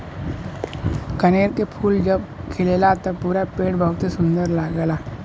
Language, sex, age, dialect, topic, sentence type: Bhojpuri, male, 25-30, Western, agriculture, statement